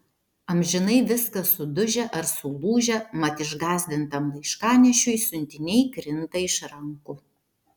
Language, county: Lithuanian, Vilnius